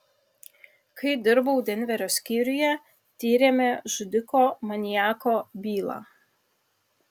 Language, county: Lithuanian, Kaunas